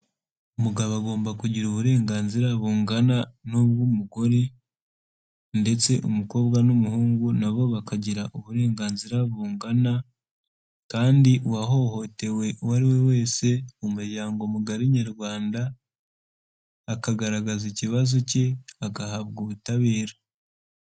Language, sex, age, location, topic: Kinyarwanda, male, 18-24, Nyagatare, government